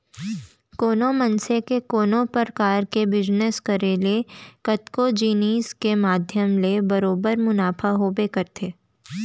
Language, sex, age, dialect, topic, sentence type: Chhattisgarhi, female, 18-24, Central, banking, statement